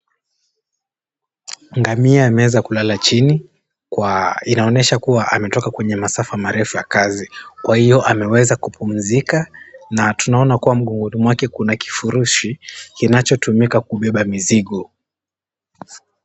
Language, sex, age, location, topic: Swahili, male, 18-24, Mombasa, health